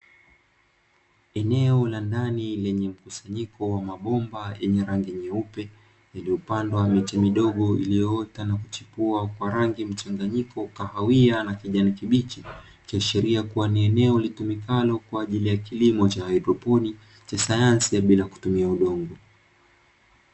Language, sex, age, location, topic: Swahili, male, 25-35, Dar es Salaam, agriculture